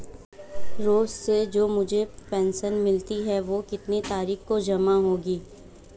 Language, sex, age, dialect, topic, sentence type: Hindi, female, 18-24, Marwari Dhudhari, banking, question